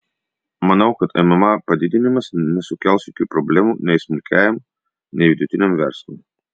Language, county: Lithuanian, Vilnius